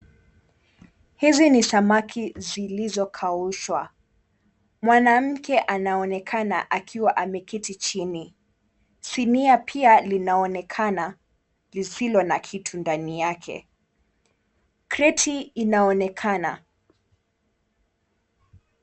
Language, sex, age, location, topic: Swahili, female, 18-24, Mombasa, finance